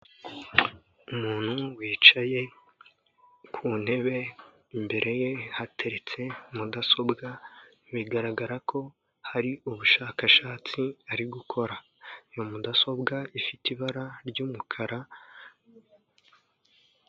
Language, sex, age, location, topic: Kinyarwanda, male, 25-35, Kigali, government